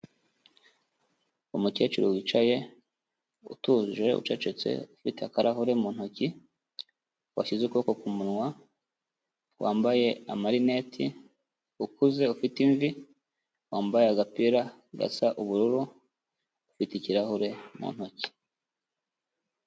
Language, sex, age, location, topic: Kinyarwanda, male, 25-35, Kigali, health